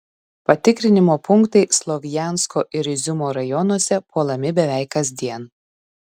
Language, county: Lithuanian, Šiauliai